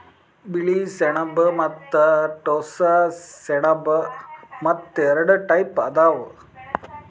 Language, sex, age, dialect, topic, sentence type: Kannada, male, 31-35, Northeastern, agriculture, statement